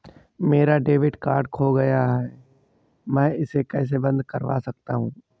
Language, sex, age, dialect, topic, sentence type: Hindi, male, 36-40, Awadhi Bundeli, banking, question